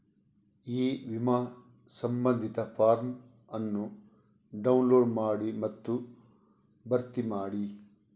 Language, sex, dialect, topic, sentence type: Kannada, male, Coastal/Dakshin, banking, statement